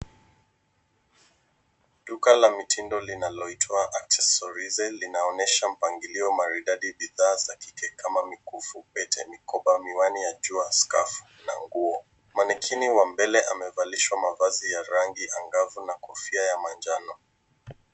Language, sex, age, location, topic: Swahili, male, 18-24, Nairobi, finance